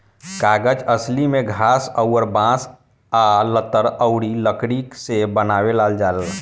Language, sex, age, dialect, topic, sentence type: Bhojpuri, male, 18-24, Southern / Standard, agriculture, statement